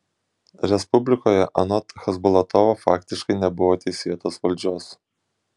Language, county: Lithuanian, Šiauliai